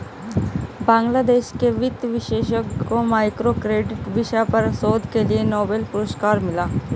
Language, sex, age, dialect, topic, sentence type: Hindi, female, 25-30, Hindustani Malvi Khadi Boli, banking, statement